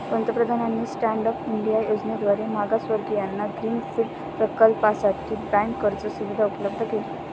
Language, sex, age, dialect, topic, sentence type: Marathi, male, 18-24, Standard Marathi, banking, statement